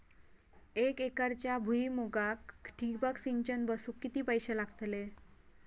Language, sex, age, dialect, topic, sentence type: Marathi, female, 25-30, Southern Konkan, agriculture, question